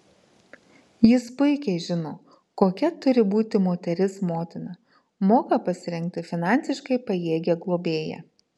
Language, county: Lithuanian, Marijampolė